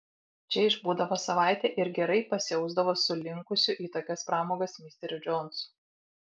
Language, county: Lithuanian, Vilnius